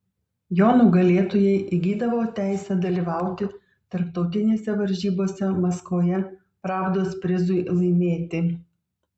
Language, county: Lithuanian, Vilnius